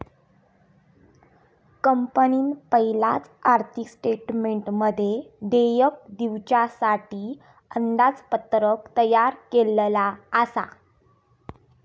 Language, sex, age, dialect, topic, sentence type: Marathi, female, 25-30, Southern Konkan, banking, statement